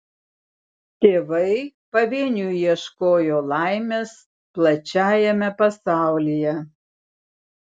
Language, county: Lithuanian, Vilnius